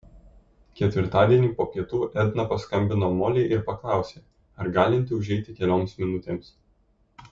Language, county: Lithuanian, Kaunas